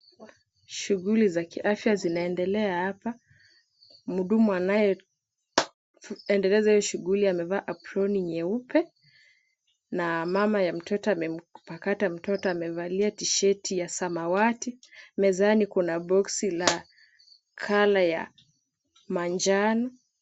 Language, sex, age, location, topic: Swahili, female, 18-24, Kisumu, health